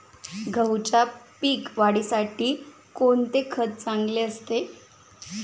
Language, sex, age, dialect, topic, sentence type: Marathi, female, 18-24, Standard Marathi, agriculture, question